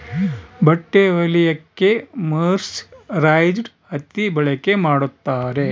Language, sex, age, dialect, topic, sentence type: Kannada, male, 60-100, Central, agriculture, statement